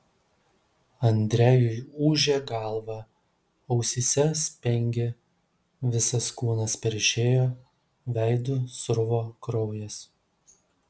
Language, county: Lithuanian, Vilnius